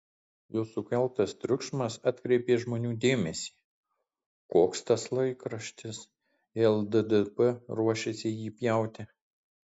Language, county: Lithuanian, Kaunas